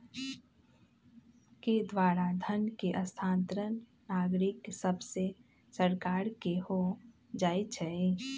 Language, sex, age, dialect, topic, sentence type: Magahi, female, 25-30, Western, banking, statement